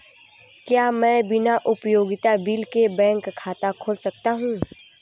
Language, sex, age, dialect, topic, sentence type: Hindi, female, 18-24, Hindustani Malvi Khadi Boli, banking, question